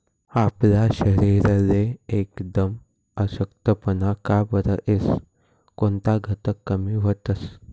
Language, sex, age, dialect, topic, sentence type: Marathi, male, 18-24, Northern Konkan, agriculture, statement